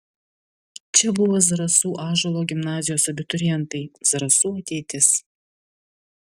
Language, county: Lithuanian, Vilnius